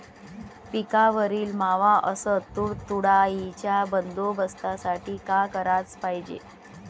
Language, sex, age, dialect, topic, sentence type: Marathi, female, 36-40, Varhadi, agriculture, question